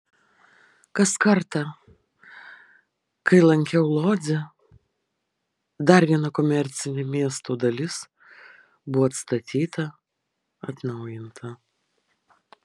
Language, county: Lithuanian, Vilnius